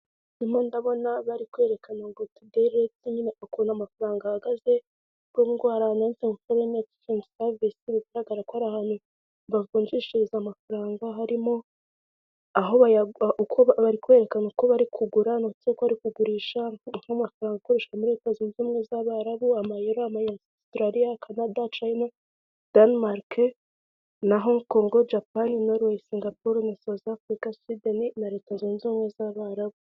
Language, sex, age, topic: Kinyarwanda, female, 18-24, finance